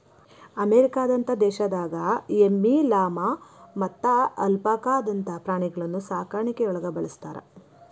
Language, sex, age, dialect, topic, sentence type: Kannada, female, 25-30, Dharwad Kannada, agriculture, statement